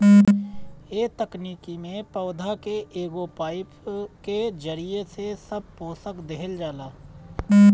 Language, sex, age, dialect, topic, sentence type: Bhojpuri, male, 31-35, Northern, agriculture, statement